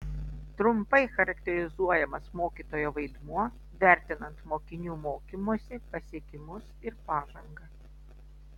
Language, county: Lithuanian, Telšiai